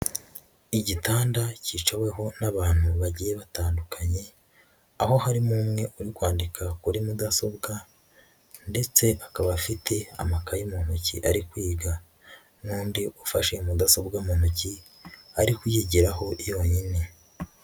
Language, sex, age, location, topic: Kinyarwanda, male, 25-35, Huye, education